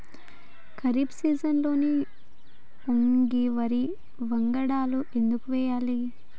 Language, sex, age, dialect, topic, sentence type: Telugu, female, 25-30, Telangana, agriculture, question